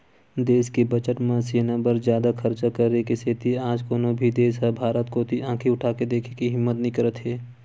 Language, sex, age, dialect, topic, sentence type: Chhattisgarhi, male, 18-24, Western/Budati/Khatahi, banking, statement